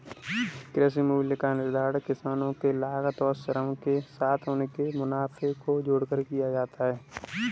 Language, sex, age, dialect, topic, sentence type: Hindi, male, 18-24, Kanauji Braj Bhasha, agriculture, statement